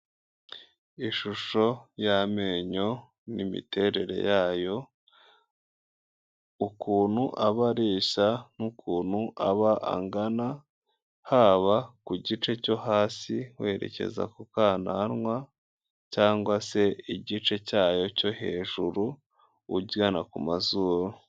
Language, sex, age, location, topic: Kinyarwanda, male, 25-35, Kigali, health